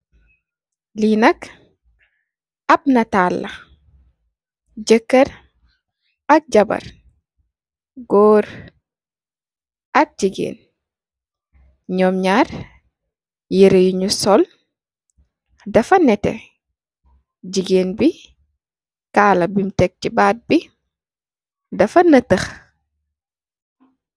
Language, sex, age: Wolof, female, 18-24